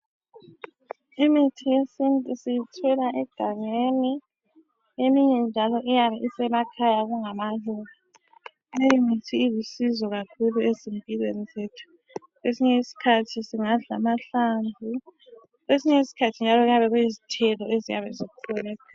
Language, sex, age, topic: North Ndebele, female, 25-35, health